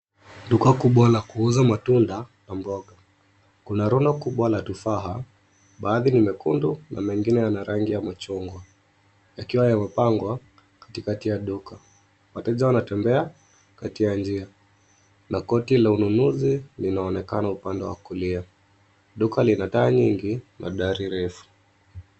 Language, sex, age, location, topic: Swahili, male, 25-35, Nairobi, finance